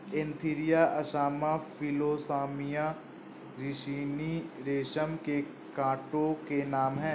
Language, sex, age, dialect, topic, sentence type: Hindi, male, 18-24, Awadhi Bundeli, agriculture, statement